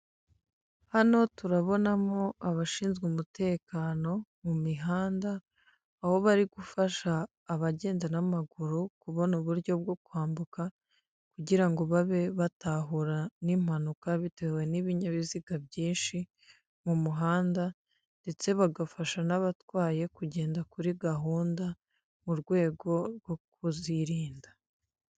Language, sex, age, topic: Kinyarwanda, female, 25-35, government